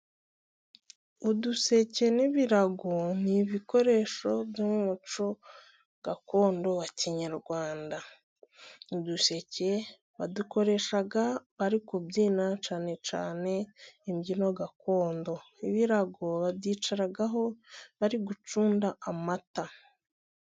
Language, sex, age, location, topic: Kinyarwanda, female, 18-24, Musanze, government